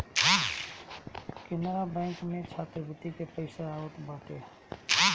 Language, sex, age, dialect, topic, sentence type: Bhojpuri, male, 36-40, Northern, banking, statement